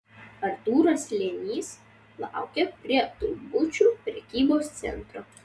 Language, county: Lithuanian, Vilnius